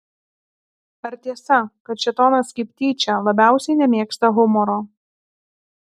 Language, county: Lithuanian, Alytus